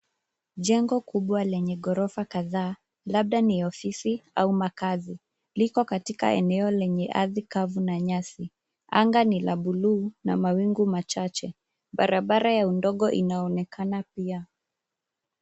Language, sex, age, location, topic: Swahili, female, 25-35, Nairobi, finance